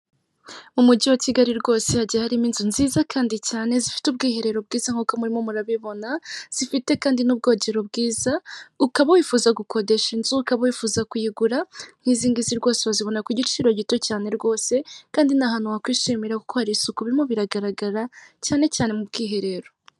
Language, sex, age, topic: Kinyarwanda, female, 36-49, finance